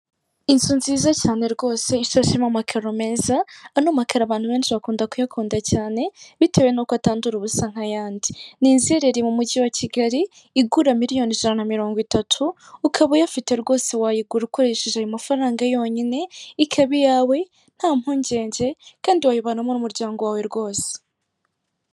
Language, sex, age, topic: Kinyarwanda, female, 36-49, finance